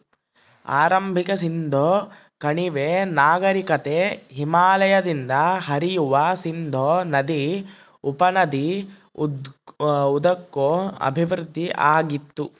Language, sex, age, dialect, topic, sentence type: Kannada, male, 60-100, Central, agriculture, statement